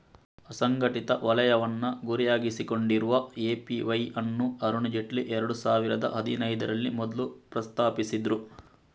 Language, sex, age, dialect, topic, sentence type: Kannada, male, 60-100, Coastal/Dakshin, banking, statement